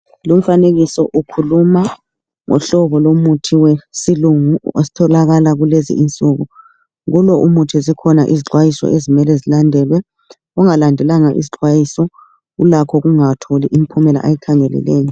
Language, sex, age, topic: North Ndebele, male, 36-49, health